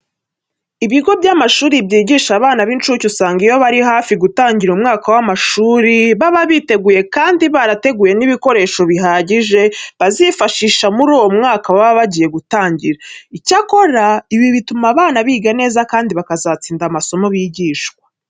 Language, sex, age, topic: Kinyarwanda, female, 18-24, education